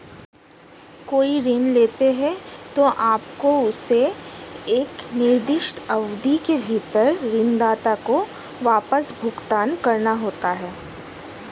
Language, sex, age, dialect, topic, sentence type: Hindi, female, 31-35, Hindustani Malvi Khadi Boli, banking, statement